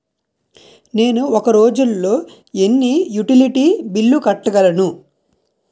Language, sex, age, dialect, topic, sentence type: Telugu, male, 18-24, Utterandhra, banking, question